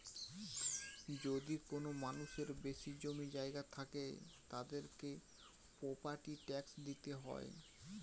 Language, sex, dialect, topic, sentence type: Bengali, male, Western, banking, statement